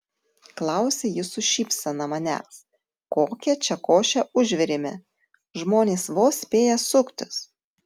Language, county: Lithuanian, Tauragė